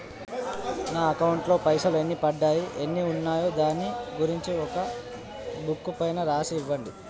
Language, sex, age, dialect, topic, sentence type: Telugu, male, 18-24, Telangana, banking, question